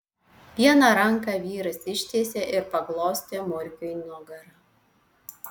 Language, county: Lithuanian, Alytus